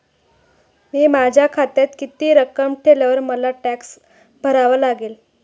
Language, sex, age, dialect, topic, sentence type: Marathi, female, 41-45, Standard Marathi, banking, question